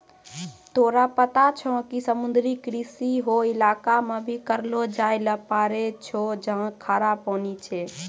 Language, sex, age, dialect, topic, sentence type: Maithili, female, 18-24, Angika, agriculture, statement